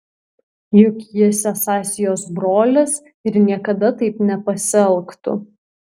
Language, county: Lithuanian, Kaunas